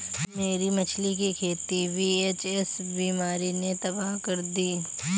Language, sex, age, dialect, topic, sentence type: Hindi, female, 25-30, Kanauji Braj Bhasha, agriculture, statement